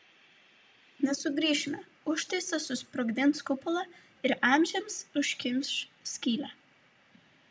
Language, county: Lithuanian, Vilnius